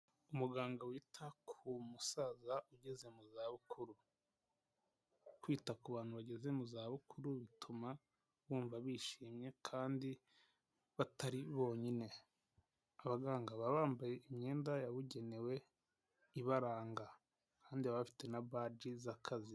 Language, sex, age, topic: Kinyarwanda, male, 18-24, health